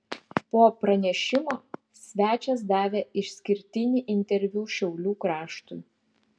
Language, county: Lithuanian, Klaipėda